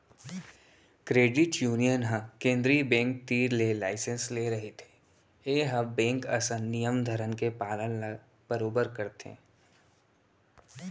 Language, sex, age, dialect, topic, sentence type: Chhattisgarhi, male, 18-24, Central, banking, statement